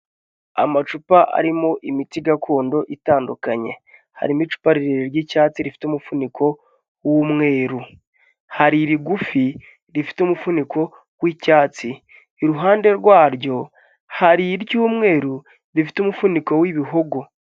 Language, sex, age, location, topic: Kinyarwanda, male, 25-35, Kigali, health